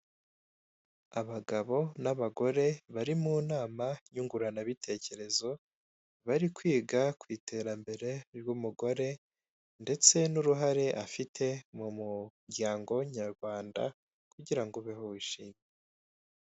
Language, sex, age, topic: Kinyarwanda, male, 18-24, government